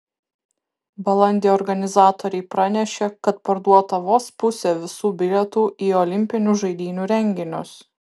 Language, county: Lithuanian, Kaunas